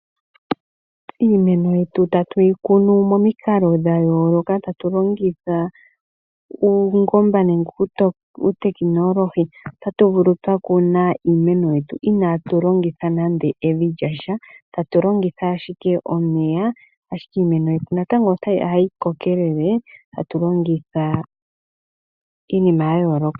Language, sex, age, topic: Oshiwambo, female, 18-24, agriculture